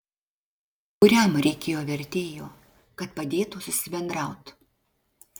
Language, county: Lithuanian, Klaipėda